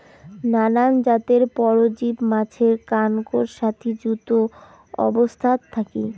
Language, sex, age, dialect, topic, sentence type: Bengali, female, 18-24, Rajbangshi, agriculture, statement